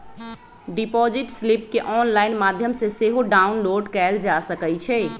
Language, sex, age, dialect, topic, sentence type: Magahi, female, 31-35, Western, banking, statement